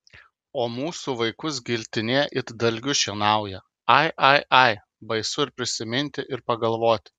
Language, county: Lithuanian, Kaunas